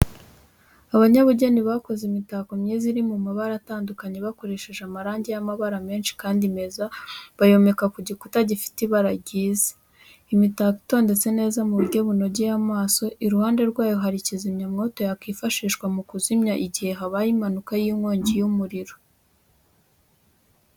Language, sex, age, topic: Kinyarwanda, female, 18-24, education